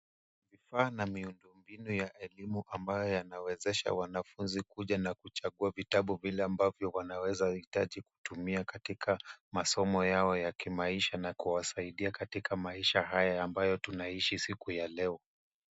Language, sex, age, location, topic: Swahili, male, 36-49, Nairobi, education